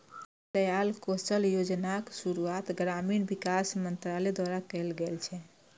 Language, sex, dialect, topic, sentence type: Maithili, female, Eastern / Thethi, banking, statement